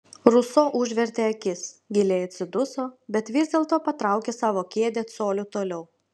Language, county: Lithuanian, Vilnius